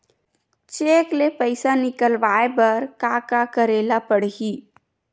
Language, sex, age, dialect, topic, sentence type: Chhattisgarhi, female, 31-35, Western/Budati/Khatahi, banking, question